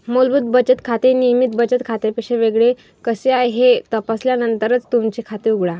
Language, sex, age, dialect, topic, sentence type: Marathi, female, 25-30, Varhadi, banking, statement